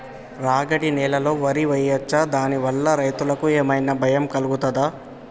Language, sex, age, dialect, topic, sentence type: Telugu, male, 18-24, Telangana, agriculture, question